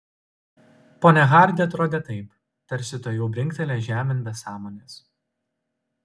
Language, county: Lithuanian, Utena